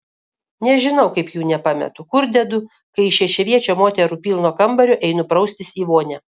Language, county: Lithuanian, Kaunas